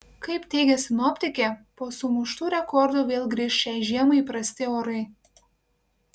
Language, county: Lithuanian, Panevėžys